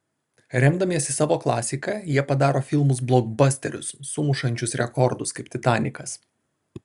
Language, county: Lithuanian, Vilnius